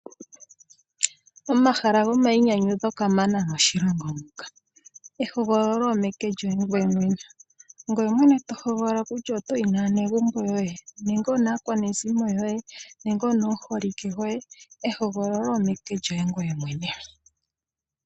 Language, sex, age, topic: Oshiwambo, female, 25-35, agriculture